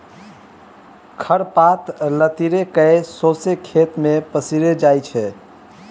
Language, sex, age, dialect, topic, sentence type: Maithili, male, 18-24, Bajjika, agriculture, statement